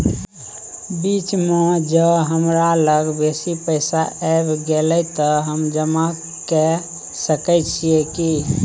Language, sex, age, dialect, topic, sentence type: Maithili, male, 25-30, Bajjika, banking, question